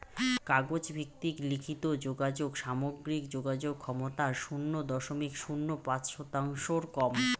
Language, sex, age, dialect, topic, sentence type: Bengali, female, 18-24, Rajbangshi, agriculture, statement